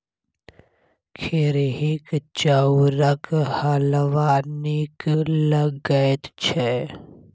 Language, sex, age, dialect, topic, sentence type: Maithili, male, 18-24, Bajjika, agriculture, statement